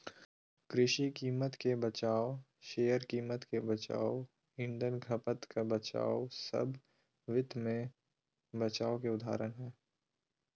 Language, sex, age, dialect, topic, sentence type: Magahi, male, 18-24, Southern, banking, statement